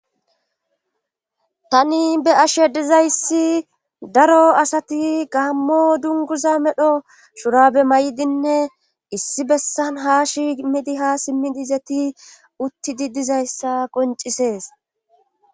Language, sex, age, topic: Gamo, female, 25-35, government